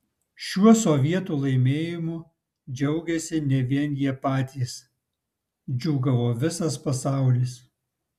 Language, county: Lithuanian, Utena